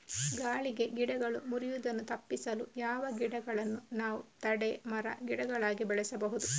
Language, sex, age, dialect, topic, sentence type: Kannada, female, 31-35, Coastal/Dakshin, agriculture, question